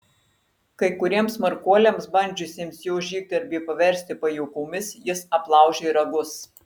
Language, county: Lithuanian, Marijampolė